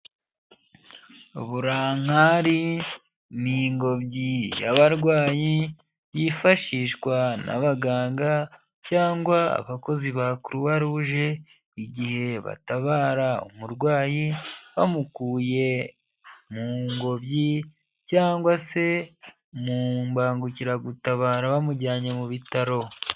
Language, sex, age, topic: Kinyarwanda, male, 18-24, health